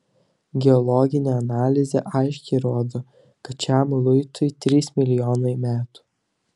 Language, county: Lithuanian, Telšiai